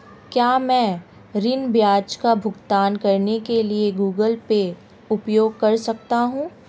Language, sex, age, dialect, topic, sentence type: Hindi, female, 18-24, Marwari Dhudhari, banking, question